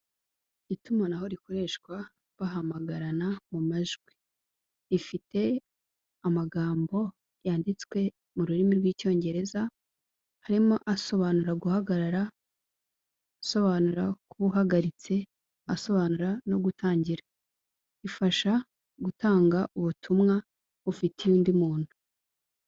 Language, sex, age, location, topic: Kinyarwanda, female, 18-24, Kigali, health